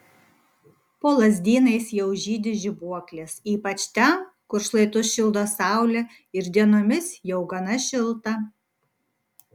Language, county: Lithuanian, Vilnius